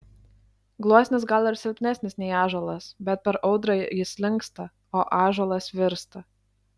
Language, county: Lithuanian, Klaipėda